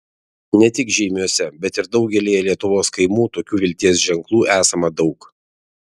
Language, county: Lithuanian, Vilnius